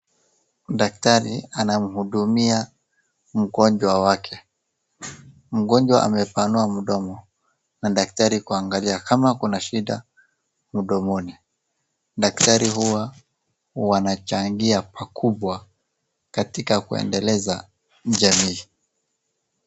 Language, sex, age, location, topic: Swahili, male, 25-35, Wajir, health